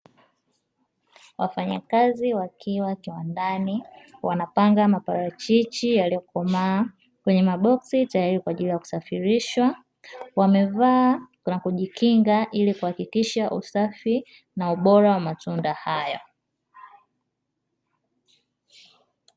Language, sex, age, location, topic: Swahili, male, 18-24, Dar es Salaam, agriculture